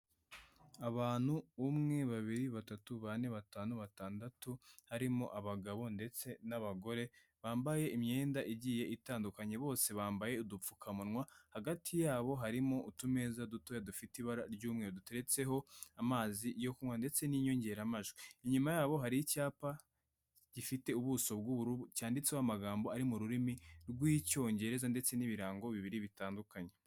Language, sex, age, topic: Kinyarwanda, male, 18-24, health